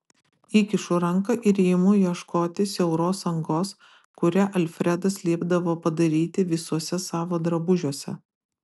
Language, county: Lithuanian, Utena